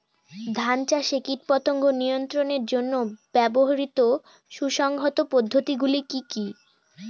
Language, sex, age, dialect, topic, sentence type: Bengali, female, <18, Northern/Varendri, agriculture, question